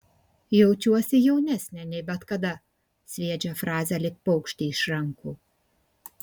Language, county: Lithuanian, Kaunas